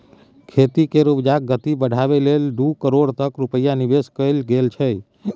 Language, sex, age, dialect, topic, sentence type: Maithili, male, 31-35, Bajjika, agriculture, statement